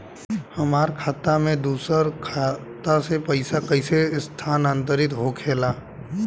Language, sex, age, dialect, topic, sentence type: Bhojpuri, male, 18-24, Southern / Standard, banking, question